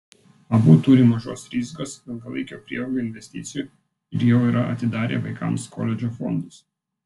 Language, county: Lithuanian, Vilnius